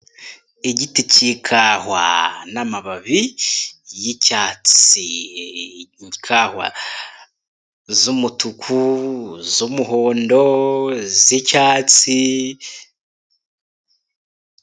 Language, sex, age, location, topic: Kinyarwanda, male, 18-24, Nyagatare, agriculture